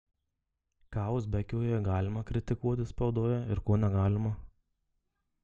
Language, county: Lithuanian, Marijampolė